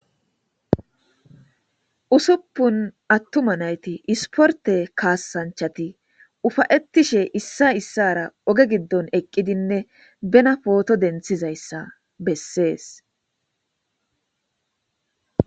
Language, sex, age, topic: Gamo, female, 25-35, government